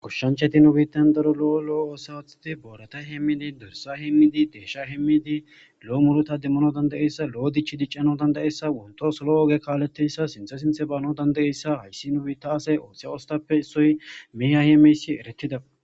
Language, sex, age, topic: Gamo, male, 18-24, agriculture